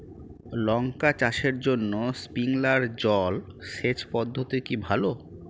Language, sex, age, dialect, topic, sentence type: Bengali, male, 36-40, Standard Colloquial, agriculture, question